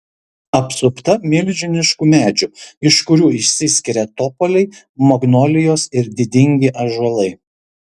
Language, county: Lithuanian, Šiauliai